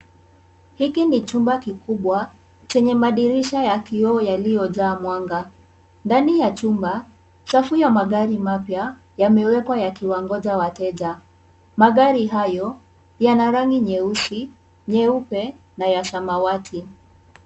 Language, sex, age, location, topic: Swahili, male, 18-24, Kisumu, finance